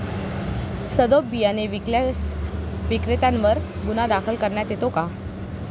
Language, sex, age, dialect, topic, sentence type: Marathi, female, 18-24, Standard Marathi, agriculture, question